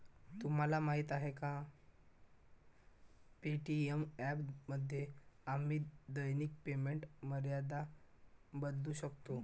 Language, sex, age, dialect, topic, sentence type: Marathi, male, 18-24, Varhadi, banking, statement